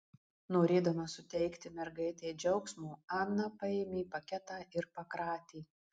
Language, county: Lithuanian, Marijampolė